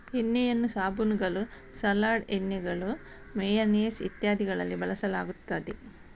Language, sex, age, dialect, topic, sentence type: Kannada, female, 60-100, Coastal/Dakshin, agriculture, statement